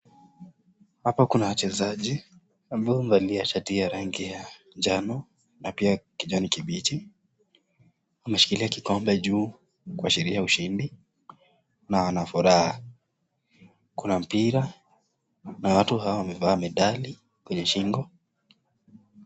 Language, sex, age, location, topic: Swahili, male, 18-24, Nakuru, government